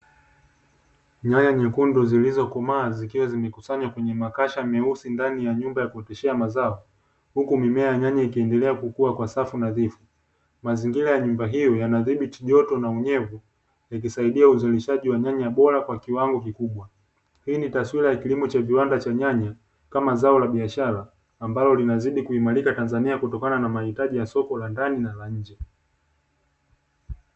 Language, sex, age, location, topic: Swahili, male, 18-24, Dar es Salaam, agriculture